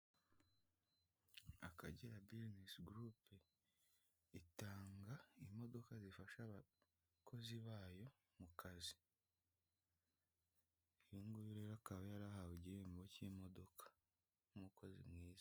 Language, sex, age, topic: Kinyarwanda, male, 25-35, finance